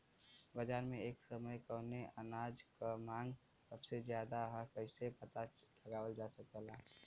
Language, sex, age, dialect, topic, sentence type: Bhojpuri, male, 18-24, Western, agriculture, question